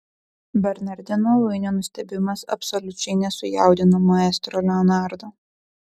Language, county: Lithuanian, Utena